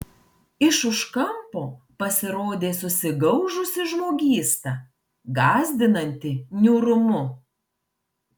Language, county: Lithuanian, Marijampolė